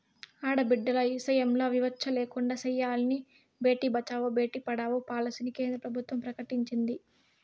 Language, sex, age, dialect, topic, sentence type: Telugu, female, 18-24, Southern, banking, statement